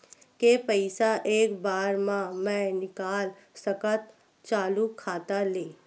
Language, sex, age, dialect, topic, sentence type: Chhattisgarhi, female, 46-50, Western/Budati/Khatahi, banking, question